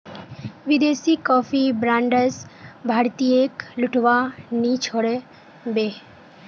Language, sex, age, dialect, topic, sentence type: Magahi, female, 18-24, Northeastern/Surjapuri, agriculture, statement